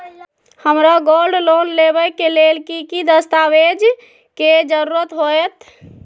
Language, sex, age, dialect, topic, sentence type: Magahi, female, 18-24, Western, banking, question